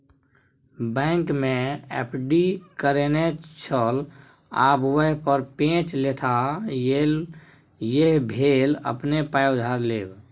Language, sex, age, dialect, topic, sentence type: Maithili, male, 18-24, Bajjika, banking, statement